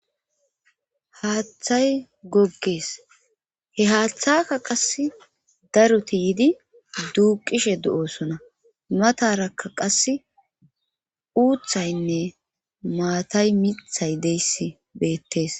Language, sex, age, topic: Gamo, female, 25-35, government